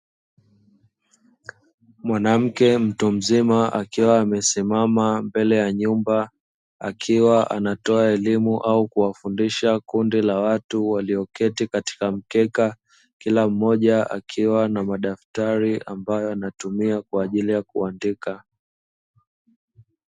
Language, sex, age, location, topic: Swahili, male, 25-35, Dar es Salaam, education